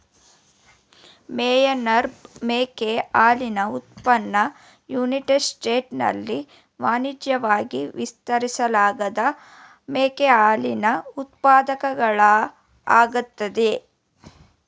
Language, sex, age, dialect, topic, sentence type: Kannada, female, 25-30, Mysore Kannada, agriculture, statement